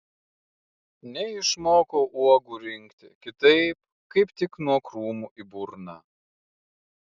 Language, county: Lithuanian, Klaipėda